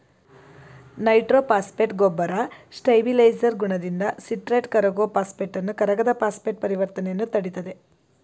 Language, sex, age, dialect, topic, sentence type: Kannada, female, 25-30, Mysore Kannada, agriculture, statement